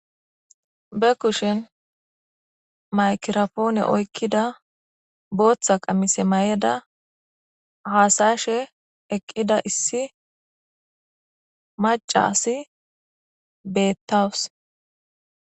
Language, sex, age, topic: Gamo, female, 25-35, government